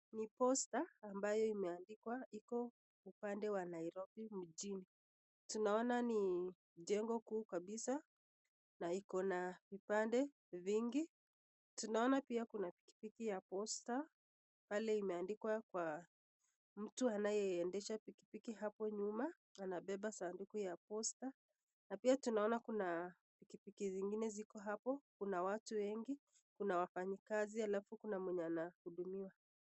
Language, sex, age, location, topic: Swahili, female, 25-35, Nakuru, government